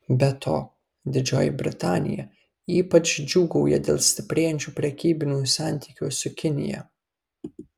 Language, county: Lithuanian, Kaunas